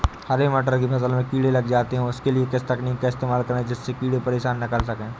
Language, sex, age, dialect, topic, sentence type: Hindi, male, 18-24, Awadhi Bundeli, agriculture, question